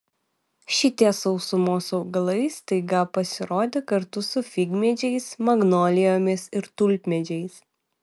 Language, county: Lithuanian, Vilnius